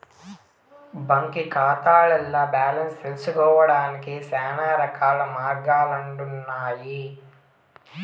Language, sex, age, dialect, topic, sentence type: Telugu, male, 18-24, Southern, banking, statement